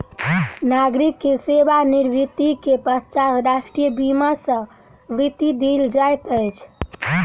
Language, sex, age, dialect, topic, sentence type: Maithili, female, 18-24, Southern/Standard, banking, statement